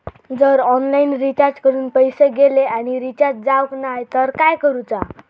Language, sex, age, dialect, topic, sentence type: Marathi, female, 36-40, Southern Konkan, banking, question